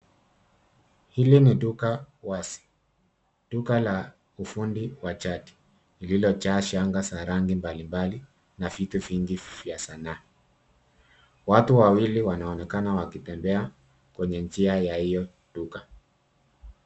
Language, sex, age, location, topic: Swahili, male, 36-49, Nairobi, finance